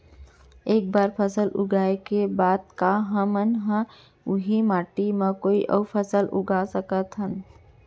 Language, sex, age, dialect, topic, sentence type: Chhattisgarhi, female, 25-30, Central, agriculture, question